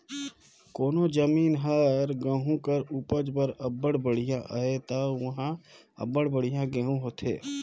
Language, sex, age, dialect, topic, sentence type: Chhattisgarhi, male, 31-35, Northern/Bhandar, agriculture, statement